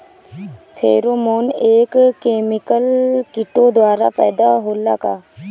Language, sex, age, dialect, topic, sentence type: Bhojpuri, female, 18-24, Northern, agriculture, question